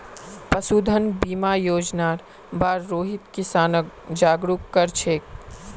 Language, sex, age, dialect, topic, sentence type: Magahi, male, 18-24, Northeastern/Surjapuri, agriculture, statement